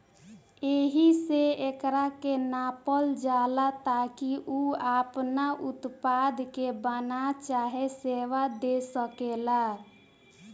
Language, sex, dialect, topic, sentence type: Bhojpuri, female, Southern / Standard, banking, statement